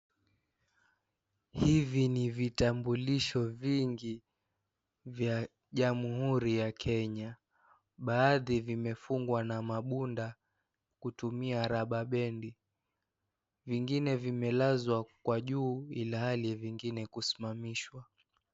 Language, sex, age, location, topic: Swahili, male, 18-24, Kisii, government